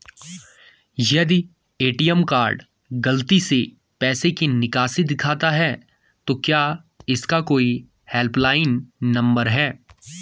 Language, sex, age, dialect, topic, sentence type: Hindi, male, 18-24, Garhwali, banking, question